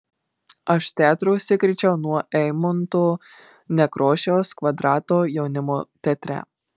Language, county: Lithuanian, Marijampolė